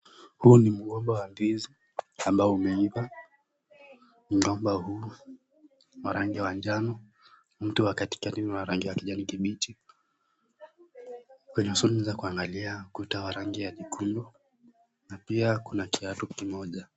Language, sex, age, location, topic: Swahili, male, 18-24, Nakuru, agriculture